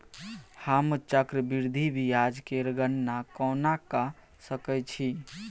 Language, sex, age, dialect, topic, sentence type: Maithili, male, 18-24, Bajjika, banking, statement